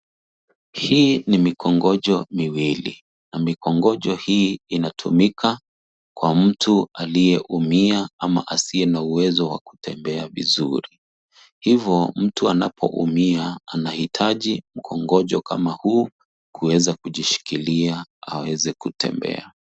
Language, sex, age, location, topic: Swahili, male, 36-49, Nairobi, health